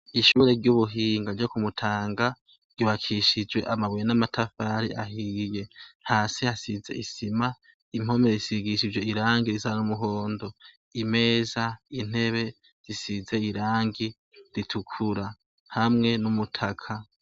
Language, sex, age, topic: Rundi, male, 18-24, education